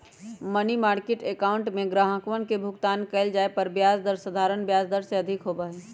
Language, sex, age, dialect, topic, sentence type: Magahi, female, 31-35, Western, banking, statement